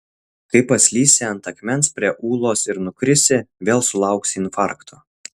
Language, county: Lithuanian, Utena